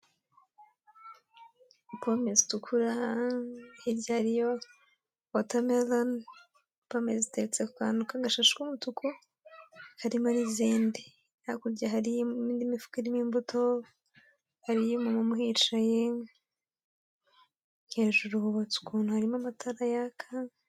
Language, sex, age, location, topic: Kinyarwanda, female, 18-24, Kigali, agriculture